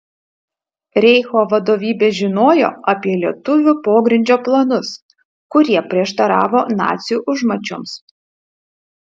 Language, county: Lithuanian, Utena